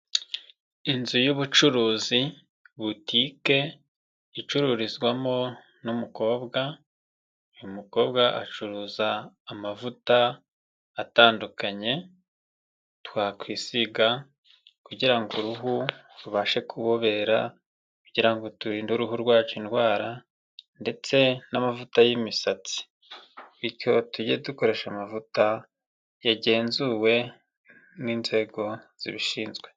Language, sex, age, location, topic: Kinyarwanda, male, 25-35, Nyagatare, finance